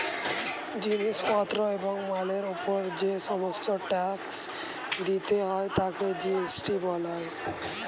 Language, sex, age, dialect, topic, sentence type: Bengali, male, 18-24, Standard Colloquial, banking, statement